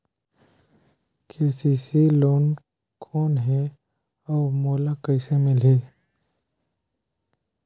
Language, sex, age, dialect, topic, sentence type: Chhattisgarhi, male, 18-24, Northern/Bhandar, banking, question